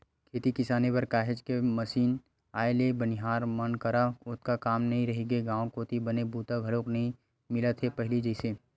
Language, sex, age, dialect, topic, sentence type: Chhattisgarhi, male, 18-24, Western/Budati/Khatahi, agriculture, statement